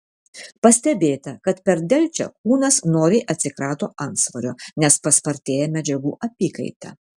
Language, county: Lithuanian, Vilnius